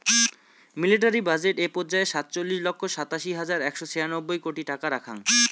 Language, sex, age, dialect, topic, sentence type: Bengali, male, 25-30, Rajbangshi, banking, statement